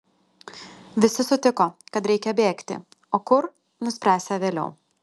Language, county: Lithuanian, Telšiai